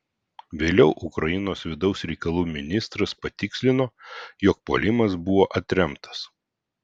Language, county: Lithuanian, Vilnius